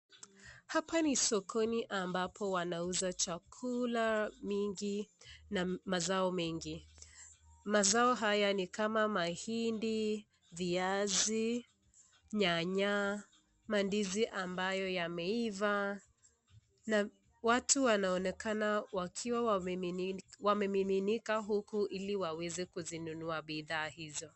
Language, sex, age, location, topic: Swahili, female, 25-35, Nakuru, finance